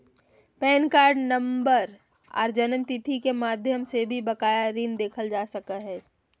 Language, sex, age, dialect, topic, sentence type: Magahi, female, 25-30, Southern, banking, statement